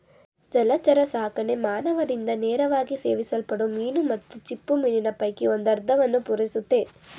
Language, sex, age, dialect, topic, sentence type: Kannada, female, 18-24, Mysore Kannada, agriculture, statement